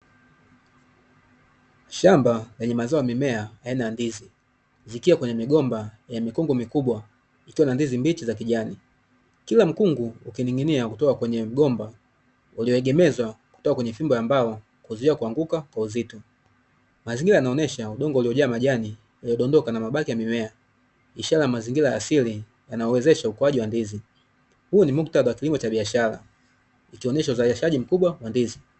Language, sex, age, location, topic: Swahili, male, 25-35, Dar es Salaam, agriculture